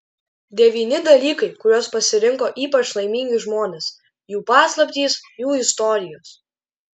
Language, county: Lithuanian, Klaipėda